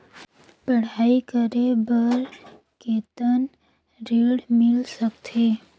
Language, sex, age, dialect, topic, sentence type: Chhattisgarhi, female, 18-24, Northern/Bhandar, banking, question